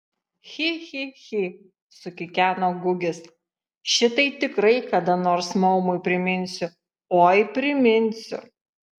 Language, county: Lithuanian, Šiauliai